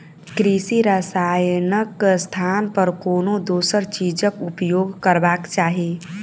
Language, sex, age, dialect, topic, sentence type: Maithili, female, 18-24, Southern/Standard, agriculture, statement